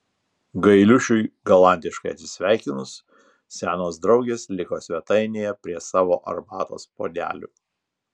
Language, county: Lithuanian, Telšiai